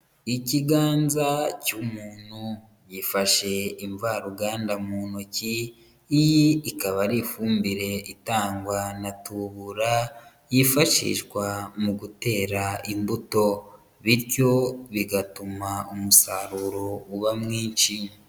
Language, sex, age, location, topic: Kinyarwanda, female, 18-24, Huye, agriculture